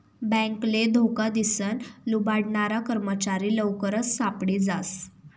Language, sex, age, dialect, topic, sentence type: Marathi, female, 18-24, Northern Konkan, banking, statement